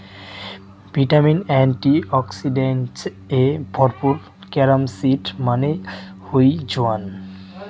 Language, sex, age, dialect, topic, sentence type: Bengali, male, 18-24, Rajbangshi, agriculture, statement